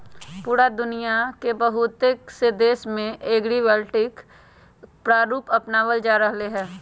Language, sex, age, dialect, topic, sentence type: Magahi, male, 25-30, Western, agriculture, statement